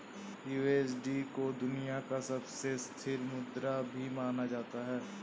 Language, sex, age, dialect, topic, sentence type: Hindi, male, 18-24, Hindustani Malvi Khadi Boli, banking, statement